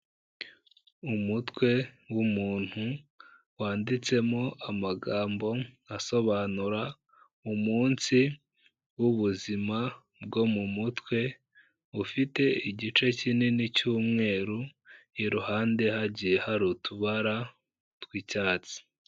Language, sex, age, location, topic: Kinyarwanda, male, 18-24, Kigali, health